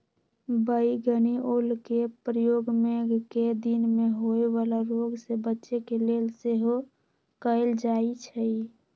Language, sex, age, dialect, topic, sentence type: Magahi, female, 41-45, Western, agriculture, statement